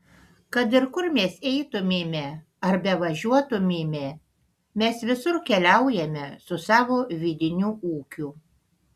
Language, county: Lithuanian, Panevėžys